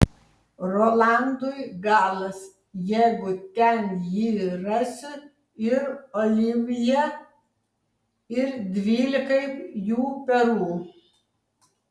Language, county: Lithuanian, Tauragė